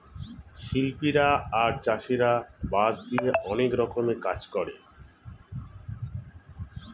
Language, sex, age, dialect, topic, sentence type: Bengali, male, 41-45, Standard Colloquial, agriculture, statement